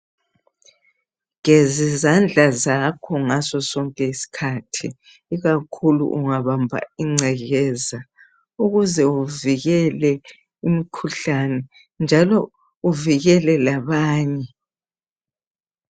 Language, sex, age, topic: North Ndebele, female, 50+, health